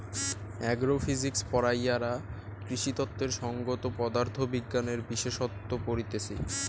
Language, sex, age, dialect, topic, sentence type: Bengali, male, 18-24, Rajbangshi, agriculture, statement